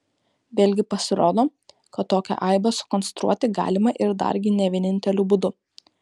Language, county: Lithuanian, Kaunas